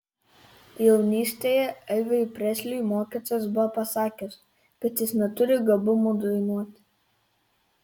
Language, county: Lithuanian, Kaunas